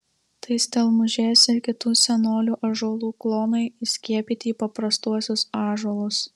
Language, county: Lithuanian, Marijampolė